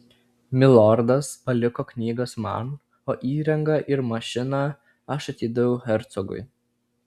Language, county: Lithuanian, Klaipėda